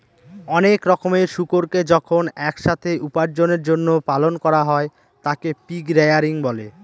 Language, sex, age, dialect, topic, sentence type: Bengali, male, 25-30, Northern/Varendri, agriculture, statement